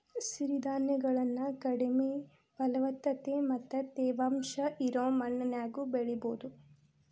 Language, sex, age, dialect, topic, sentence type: Kannada, female, 25-30, Dharwad Kannada, agriculture, statement